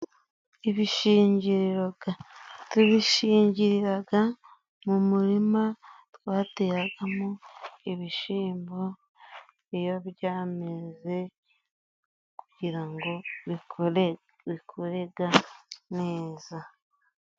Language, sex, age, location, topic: Kinyarwanda, female, 25-35, Musanze, agriculture